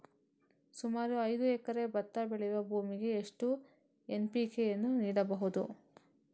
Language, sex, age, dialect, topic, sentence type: Kannada, female, 31-35, Coastal/Dakshin, agriculture, question